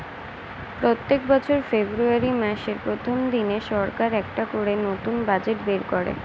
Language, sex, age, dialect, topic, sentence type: Bengali, female, 18-24, Standard Colloquial, banking, statement